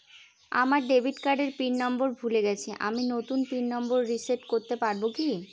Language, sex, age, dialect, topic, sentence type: Bengali, female, 18-24, Northern/Varendri, banking, question